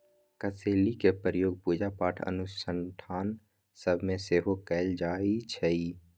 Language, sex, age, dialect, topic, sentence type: Magahi, male, 18-24, Western, agriculture, statement